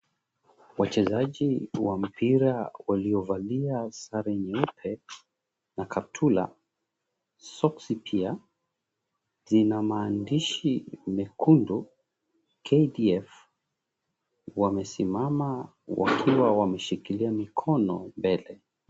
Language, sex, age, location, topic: Swahili, male, 36-49, Mombasa, government